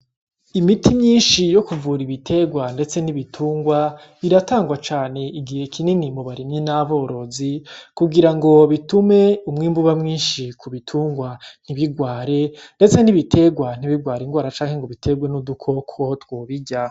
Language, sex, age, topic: Rundi, male, 25-35, agriculture